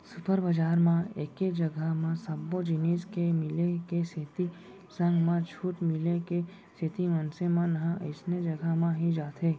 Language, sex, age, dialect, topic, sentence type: Chhattisgarhi, male, 18-24, Central, banking, statement